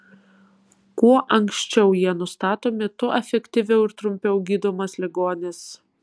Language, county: Lithuanian, Kaunas